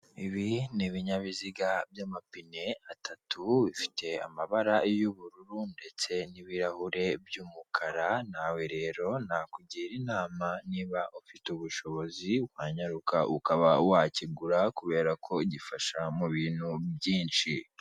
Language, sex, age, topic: Kinyarwanda, male, 18-24, government